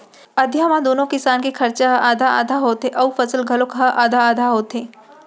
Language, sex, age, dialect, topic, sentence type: Chhattisgarhi, female, 46-50, Central, agriculture, statement